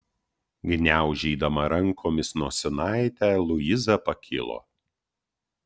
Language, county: Lithuanian, Utena